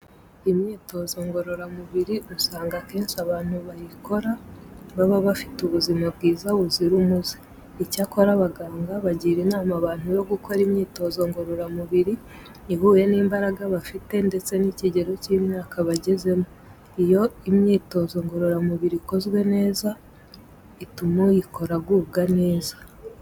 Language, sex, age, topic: Kinyarwanda, female, 18-24, education